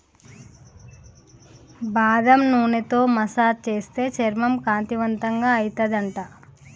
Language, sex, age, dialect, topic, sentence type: Telugu, female, 31-35, Telangana, agriculture, statement